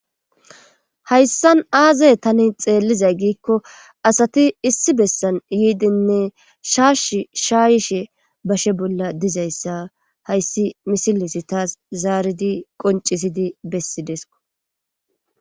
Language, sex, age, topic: Gamo, female, 18-24, government